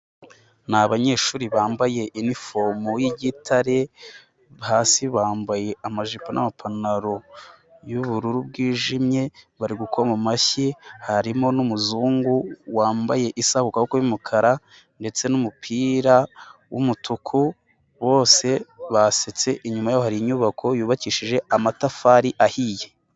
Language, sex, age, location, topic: Kinyarwanda, male, 18-24, Nyagatare, education